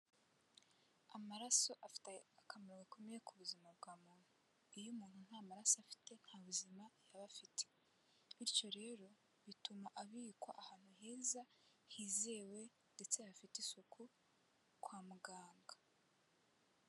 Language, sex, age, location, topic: Kinyarwanda, female, 18-24, Kigali, health